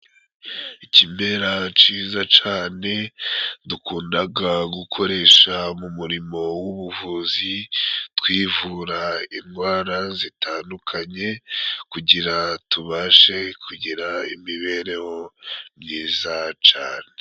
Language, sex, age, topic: Kinyarwanda, male, 25-35, health